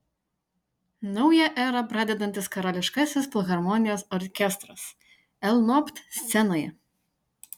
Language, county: Lithuanian, Utena